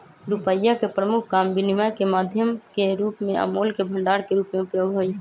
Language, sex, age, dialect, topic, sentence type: Magahi, female, 18-24, Western, banking, statement